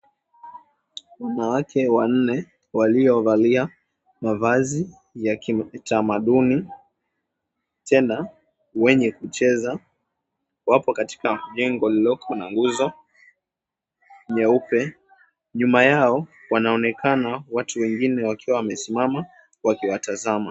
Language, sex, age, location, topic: Swahili, male, 18-24, Mombasa, government